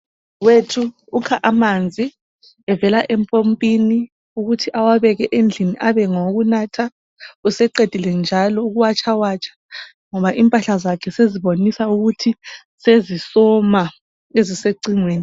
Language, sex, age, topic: North Ndebele, male, 25-35, health